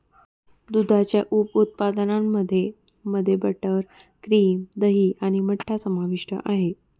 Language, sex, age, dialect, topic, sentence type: Marathi, female, 31-35, Northern Konkan, agriculture, statement